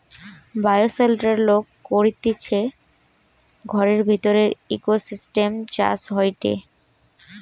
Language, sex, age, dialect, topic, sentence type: Bengali, female, 18-24, Western, agriculture, statement